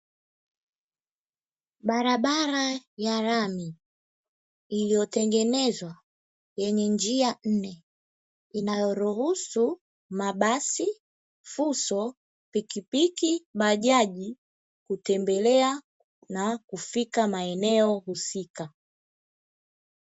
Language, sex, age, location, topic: Swahili, female, 18-24, Dar es Salaam, government